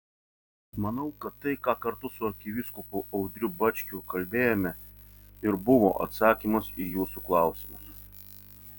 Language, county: Lithuanian, Vilnius